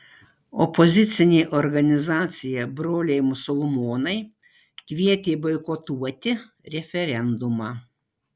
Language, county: Lithuanian, Marijampolė